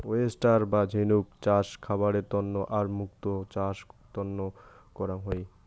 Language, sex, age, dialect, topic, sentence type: Bengali, male, 18-24, Rajbangshi, agriculture, statement